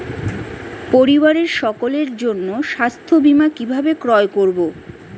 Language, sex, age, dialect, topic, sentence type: Bengali, female, 31-35, Standard Colloquial, banking, question